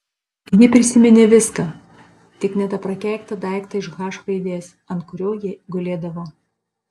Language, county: Lithuanian, Panevėžys